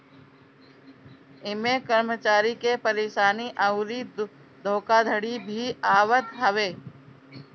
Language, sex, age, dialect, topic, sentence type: Bhojpuri, female, 36-40, Northern, banking, statement